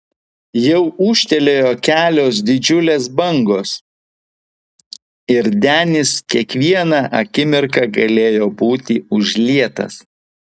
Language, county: Lithuanian, Vilnius